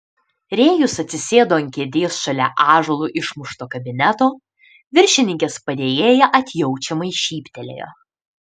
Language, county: Lithuanian, Panevėžys